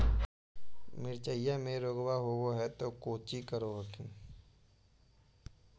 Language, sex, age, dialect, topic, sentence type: Magahi, male, 18-24, Central/Standard, agriculture, question